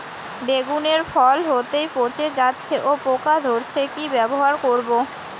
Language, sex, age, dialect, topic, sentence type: Bengali, female, 18-24, Rajbangshi, agriculture, question